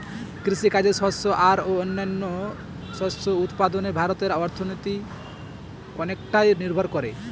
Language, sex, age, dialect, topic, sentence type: Bengali, male, 18-24, Northern/Varendri, agriculture, statement